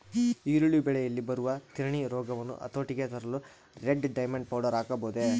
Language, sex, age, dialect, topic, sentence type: Kannada, female, 18-24, Central, agriculture, question